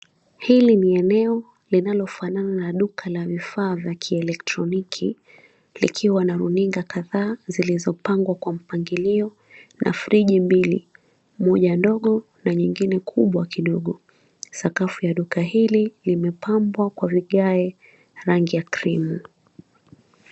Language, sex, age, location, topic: Swahili, female, 25-35, Mombasa, government